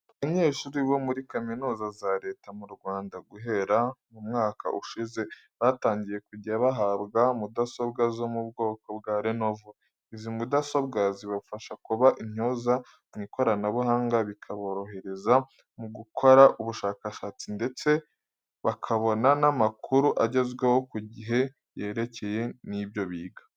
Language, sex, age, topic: Kinyarwanda, male, 18-24, education